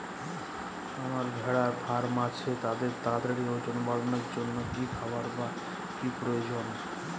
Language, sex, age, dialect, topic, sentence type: Bengali, male, 31-35, Jharkhandi, agriculture, question